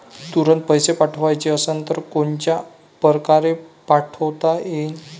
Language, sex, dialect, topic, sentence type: Marathi, male, Varhadi, banking, question